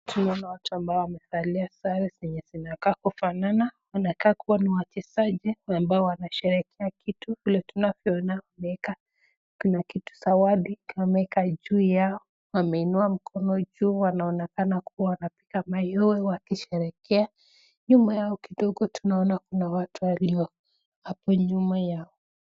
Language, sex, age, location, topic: Swahili, female, 25-35, Nakuru, government